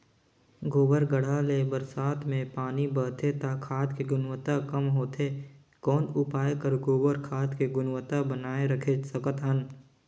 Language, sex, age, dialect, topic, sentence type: Chhattisgarhi, male, 18-24, Northern/Bhandar, agriculture, question